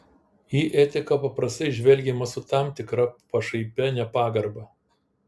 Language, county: Lithuanian, Kaunas